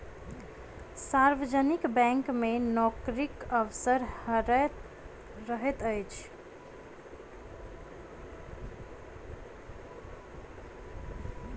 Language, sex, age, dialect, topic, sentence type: Maithili, female, 25-30, Southern/Standard, banking, statement